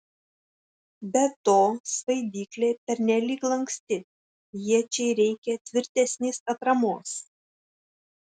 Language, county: Lithuanian, Šiauliai